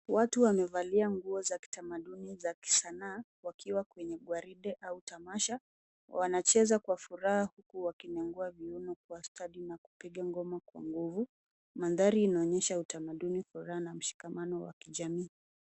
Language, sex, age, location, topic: Swahili, female, 18-24, Nairobi, government